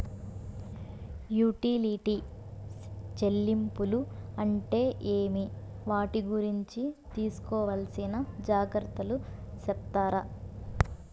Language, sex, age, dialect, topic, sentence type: Telugu, female, 25-30, Southern, banking, question